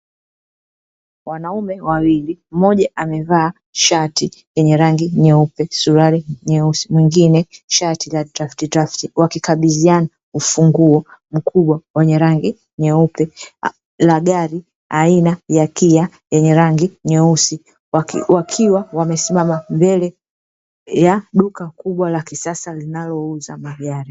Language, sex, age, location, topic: Swahili, female, 36-49, Dar es Salaam, finance